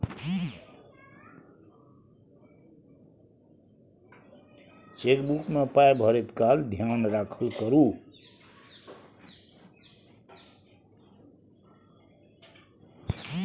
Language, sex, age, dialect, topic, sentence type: Maithili, male, 60-100, Bajjika, banking, statement